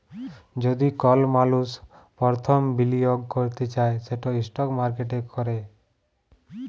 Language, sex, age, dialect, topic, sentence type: Bengali, male, 25-30, Jharkhandi, banking, statement